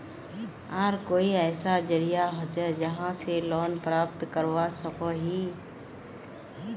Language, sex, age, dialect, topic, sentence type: Magahi, female, 36-40, Northeastern/Surjapuri, banking, question